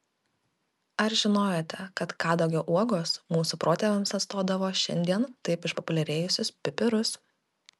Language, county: Lithuanian, Kaunas